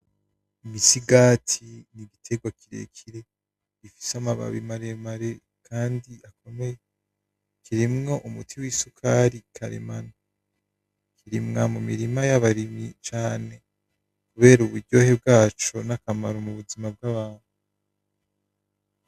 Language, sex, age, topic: Rundi, male, 18-24, agriculture